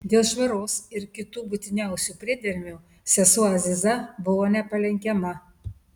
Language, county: Lithuanian, Telšiai